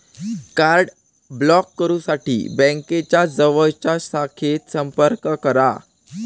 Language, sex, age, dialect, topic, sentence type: Marathi, male, 18-24, Southern Konkan, banking, statement